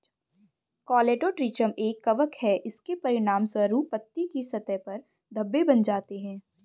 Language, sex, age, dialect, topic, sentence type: Hindi, female, 25-30, Hindustani Malvi Khadi Boli, agriculture, statement